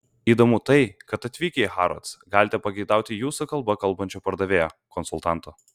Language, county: Lithuanian, Vilnius